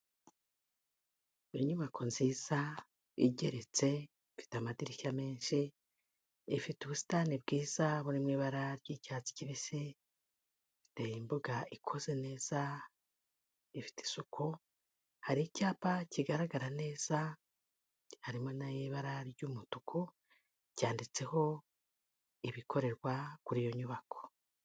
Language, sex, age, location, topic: Kinyarwanda, female, 18-24, Kigali, health